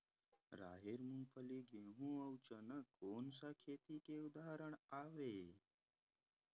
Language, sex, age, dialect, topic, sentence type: Chhattisgarhi, male, 18-24, Western/Budati/Khatahi, agriculture, question